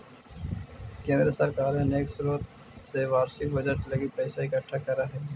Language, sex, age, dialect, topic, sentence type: Magahi, male, 25-30, Central/Standard, banking, statement